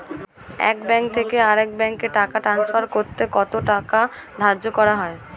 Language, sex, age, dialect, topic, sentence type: Bengali, female, 18-24, Standard Colloquial, banking, question